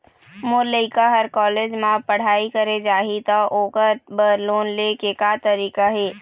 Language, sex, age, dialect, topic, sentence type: Chhattisgarhi, female, 18-24, Eastern, banking, question